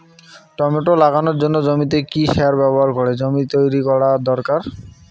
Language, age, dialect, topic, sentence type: Bengali, 18-24, Rajbangshi, agriculture, question